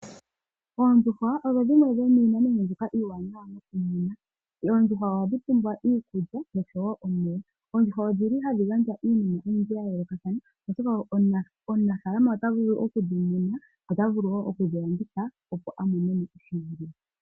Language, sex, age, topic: Oshiwambo, female, 18-24, agriculture